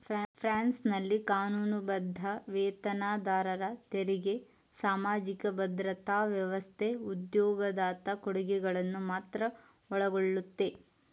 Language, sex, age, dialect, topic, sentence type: Kannada, male, 18-24, Mysore Kannada, banking, statement